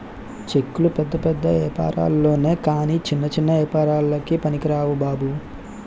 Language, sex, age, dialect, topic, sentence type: Telugu, male, 18-24, Utterandhra, banking, statement